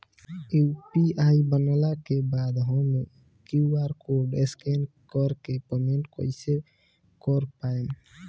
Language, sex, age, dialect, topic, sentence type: Bhojpuri, male, 18-24, Southern / Standard, banking, question